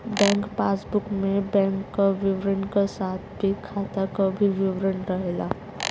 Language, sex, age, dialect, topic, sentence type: Bhojpuri, male, 25-30, Western, banking, statement